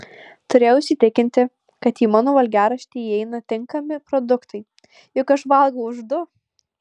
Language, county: Lithuanian, Alytus